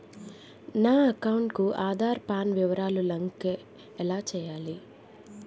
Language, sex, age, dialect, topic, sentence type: Telugu, female, 25-30, Utterandhra, banking, question